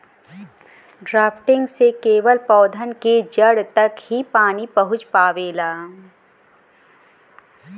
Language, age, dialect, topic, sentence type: Bhojpuri, 25-30, Western, agriculture, statement